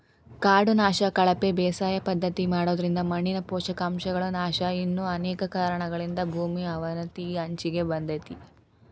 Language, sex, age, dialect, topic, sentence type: Kannada, female, 18-24, Dharwad Kannada, agriculture, statement